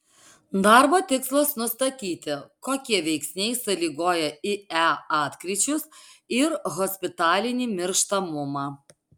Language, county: Lithuanian, Alytus